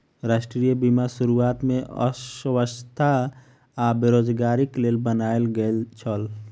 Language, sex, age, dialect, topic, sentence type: Maithili, male, 41-45, Southern/Standard, banking, statement